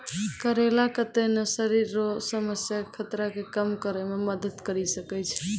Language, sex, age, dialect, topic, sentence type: Maithili, female, 18-24, Angika, agriculture, statement